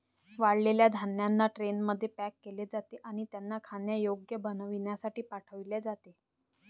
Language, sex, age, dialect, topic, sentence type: Marathi, female, 25-30, Varhadi, agriculture, statement